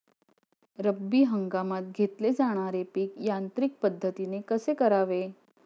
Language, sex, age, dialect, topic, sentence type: Marathi, female, 41-45, Standard Marathi, agriculture, question